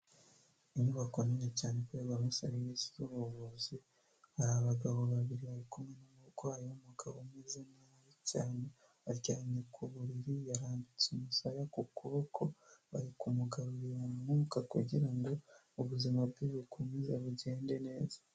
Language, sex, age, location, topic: Kinyarwanda, male, 25-35, Huye, health